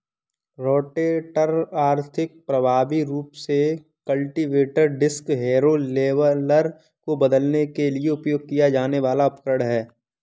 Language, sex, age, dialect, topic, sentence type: Hindi, male, 18-24, Kanauji Braj Bhasha, agriculture, statement